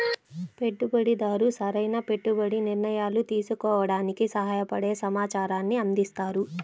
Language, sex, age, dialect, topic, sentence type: Telugu, female, 31-35, Central/Coastal, banking, statement